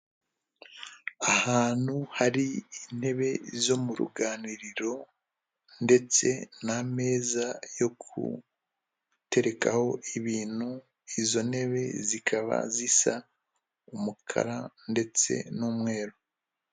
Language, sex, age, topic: Kinyarwanda, male, 25-35, finance